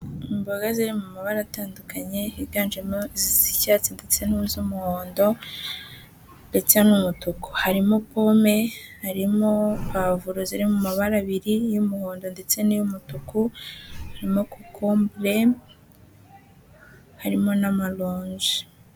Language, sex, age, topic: Kinyarwanda, female, 18-24, health